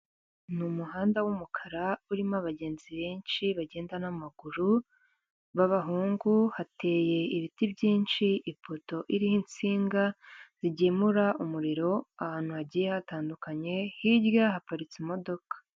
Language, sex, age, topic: Kinyarwanda, female, 18-24, government